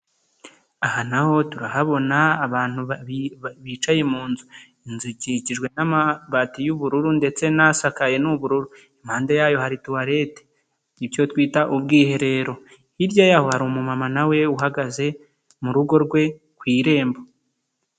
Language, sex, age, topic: Kinyarwanda, male, 25-35, government